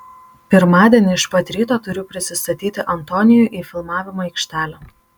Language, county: Lithuanian, Marijampolė